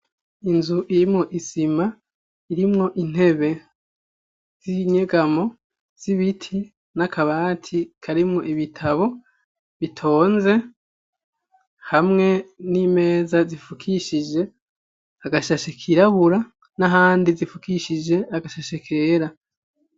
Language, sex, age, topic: Rundi, male, 25-35, education